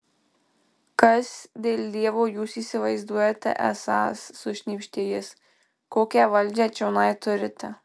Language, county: Lithuanian, Marijampolė